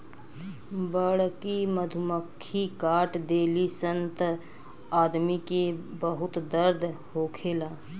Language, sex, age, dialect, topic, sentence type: Bhojpuri, female, 25-30, Southern / Standard, agriculture, statement